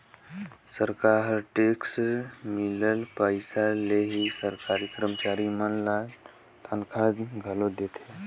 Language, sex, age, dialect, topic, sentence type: Chhattisgarhi, male, 18-24, Northern/Bhandar, banking, statement